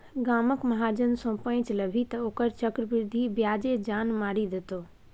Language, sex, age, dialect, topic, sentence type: Maithili, female, 18-24, Bajjika, banking, statement